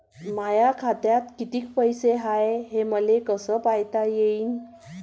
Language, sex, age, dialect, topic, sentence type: Marathi, female, 41-45, Varhadi, banking, question